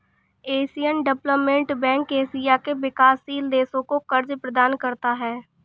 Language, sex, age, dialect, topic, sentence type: Hindi, female, 25-30, Awadhi Bundeli, banking, statement